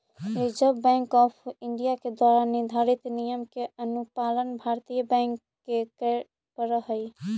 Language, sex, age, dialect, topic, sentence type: Magahi, female, 18-24, Central/Standard, banking, statement